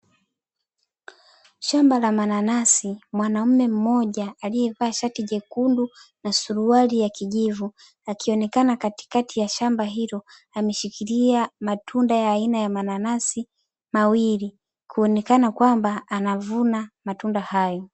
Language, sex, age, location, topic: Swahili, female, 25-35, Dar es Salaam, agriculture